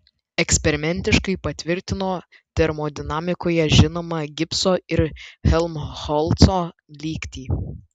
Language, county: Lithuanian, Vilnius